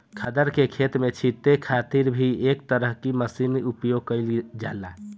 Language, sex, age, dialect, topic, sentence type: Bhojpuri, male, 18-24, Southern / Standard, agriculture, statement